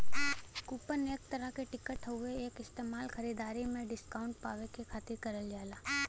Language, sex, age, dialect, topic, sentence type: Bhojpuri, female, 18-24, Western, banking, statement